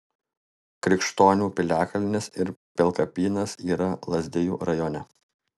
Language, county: Lithuanian, Alytus